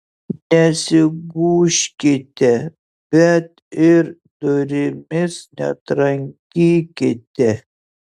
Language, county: Lithuanian, Utena